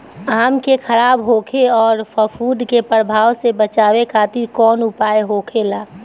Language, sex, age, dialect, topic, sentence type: Bhojpuri, female, 18-24, Northern, agriculture, question